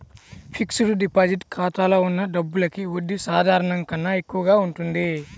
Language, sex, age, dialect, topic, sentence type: Telugu, male, 18-24, Central/Coastal, banking, statement